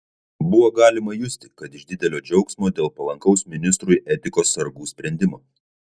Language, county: Lithuanian, Kaunas